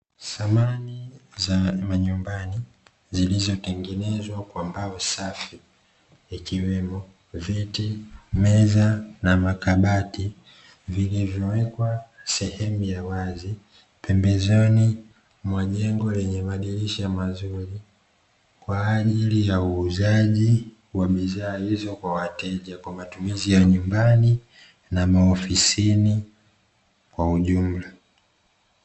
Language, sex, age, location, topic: Swahili, male, 25-35, Dar es Salaam, finance